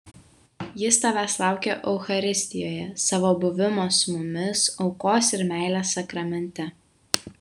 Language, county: Lithuanian, Vilnius